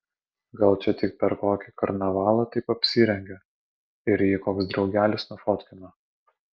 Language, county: Lithuanian, Vilnius